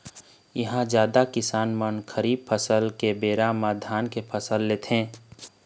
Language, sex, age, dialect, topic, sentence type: Chhattisgarhi, male, 25-30, Eastern, agriculture, statement